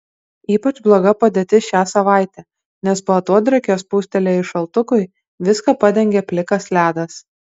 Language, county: Lithuanian, Kaunas